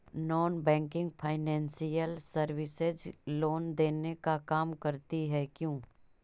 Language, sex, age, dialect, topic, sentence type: Magahi, female, 36-40, Central/Standard, banking, question